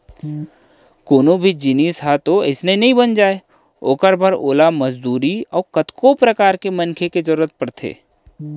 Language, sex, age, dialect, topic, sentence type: Chhattisgarhi, male, 31-35, Central, banking, statement